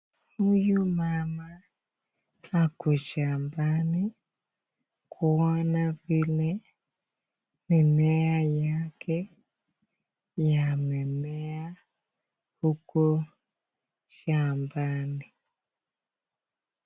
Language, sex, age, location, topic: Swahili, male, 18-24, Nakuru, agriculture